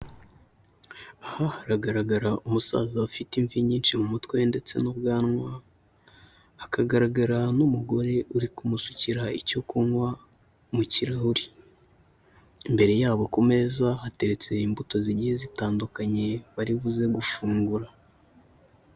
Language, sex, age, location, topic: Kinyarwanda, male, 18-24, Huye, health